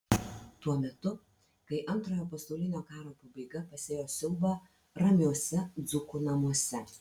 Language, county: Lithuanian, Vilnius